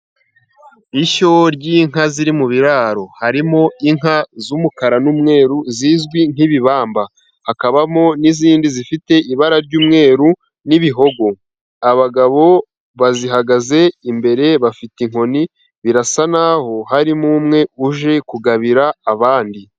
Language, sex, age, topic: Kinyarwanda, male, 25-35, agriculture